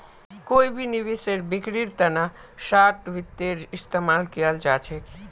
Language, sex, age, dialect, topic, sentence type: Magahi, female, 25-30, Northeastern/Surjapuri, banking, statement